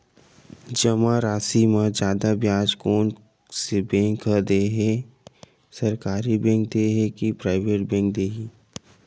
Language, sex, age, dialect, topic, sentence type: Chhattisgarhi, male, 46-50, Western/Budati/Khatahi, banking, question